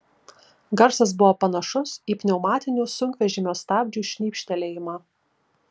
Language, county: Lithuanian, Kaunas